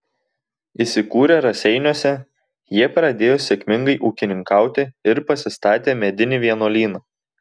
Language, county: Lithuanian, Tauragė